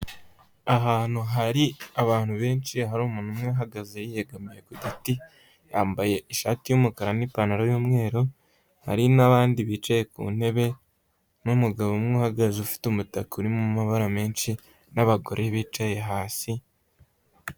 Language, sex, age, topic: Kinyarwanda, male, 18-24, government